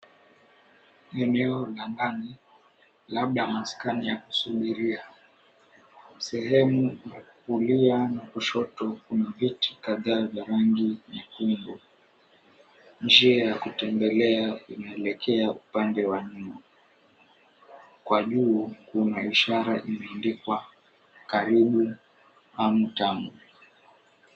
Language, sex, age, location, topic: Swahili, male, 18-24, Mombasa, government